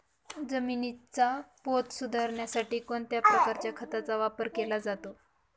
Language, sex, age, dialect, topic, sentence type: Marathi, female, 25-30, Northern Konkan, agriculture, question